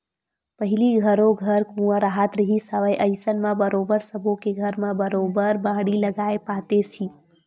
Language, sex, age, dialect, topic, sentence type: Chhattisgarhi, female, 18-24, Western/Budati/Khatahi, agriculture, statement